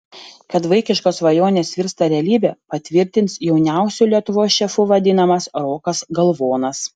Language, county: Lithuanian, Panevėžys